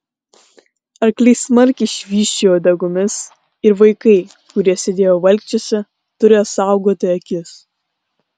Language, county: Lithuanian, Klaipėda